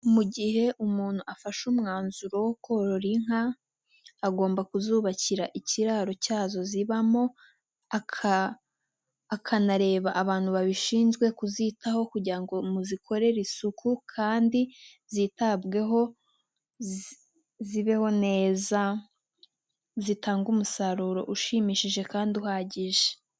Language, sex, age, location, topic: Kinyarwanda, female, 18-24, Nyagatare, agriculture